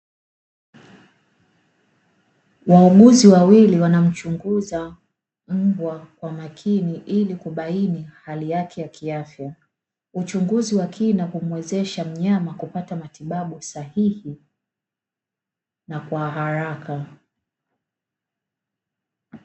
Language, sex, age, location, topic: Swahili, female, 25-35, Dar es Salaam, agriculture